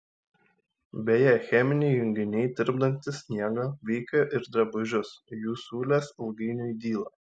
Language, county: Lithuanian, Šiauliai